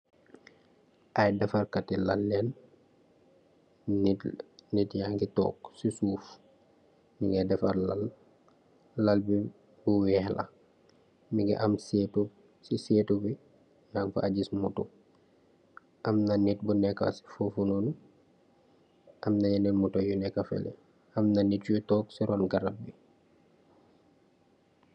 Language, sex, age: Wolof, male, 18-24